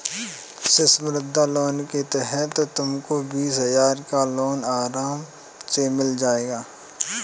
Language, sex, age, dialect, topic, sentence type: Hindi, male, 18-24, Kanauji Braj Bhasha, banking, statement